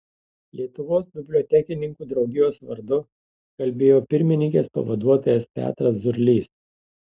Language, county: Lithuanian, Tauragė